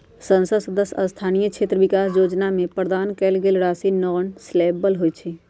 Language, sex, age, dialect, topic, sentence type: Magahi, female, 46-50, Western, banking, statement